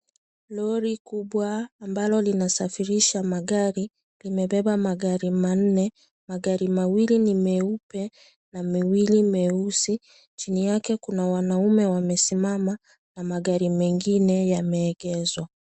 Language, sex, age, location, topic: Swahili, female, 25-35, Kisii, finance